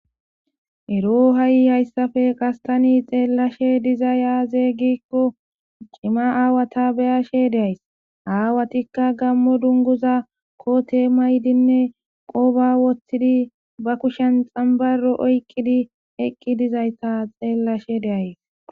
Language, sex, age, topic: Gamo, female, 18-24, government